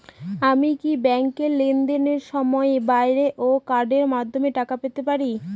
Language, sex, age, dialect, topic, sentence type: Bengali, female, 18-24, Northern/Varendri, banking, question